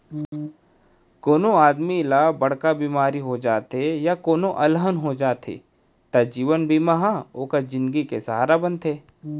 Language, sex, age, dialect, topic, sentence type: Chhattisgarhi, male, 31-35, Central, banking, statement